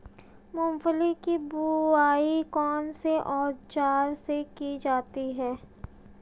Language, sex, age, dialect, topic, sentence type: Hindi, female, 25-30, Marwari Dhudhari, agriculture, question